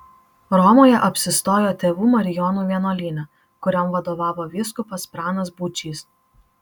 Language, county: Lithuanian, Marijampolė